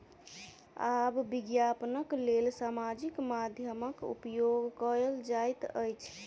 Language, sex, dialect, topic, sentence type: Maithili, male, Southern/Standard, banking, statement